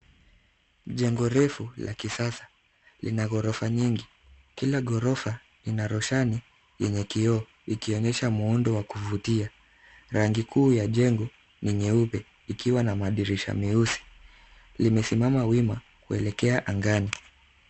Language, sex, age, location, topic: Swahili, male, 50+, Nairobi, finance